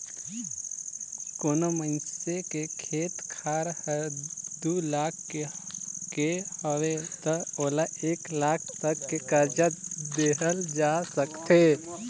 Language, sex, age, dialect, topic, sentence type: Chhattisgarhi, male, 18-24, Northern/Bhandar, banking, statement